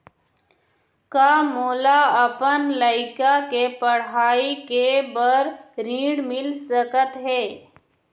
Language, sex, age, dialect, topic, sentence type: Chhattisgarhi, female, 25-30, Eastern, banking, question